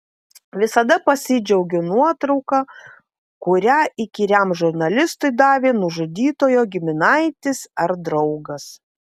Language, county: Lithuanian, Vilnius